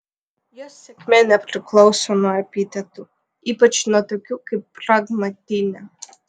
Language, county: Lithuanian, Vilnius